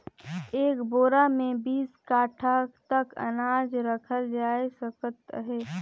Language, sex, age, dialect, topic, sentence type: Chhattisgarhi, female, 25-30, Northern/Bhandar, agriculture, statement